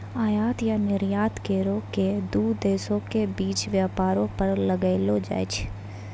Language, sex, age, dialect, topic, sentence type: Maithili, female, 41-45, Angika, banking, statement